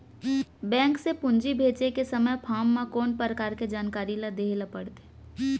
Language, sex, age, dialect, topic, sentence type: Chhattisgarhi, female, 18-24, Central, banking, question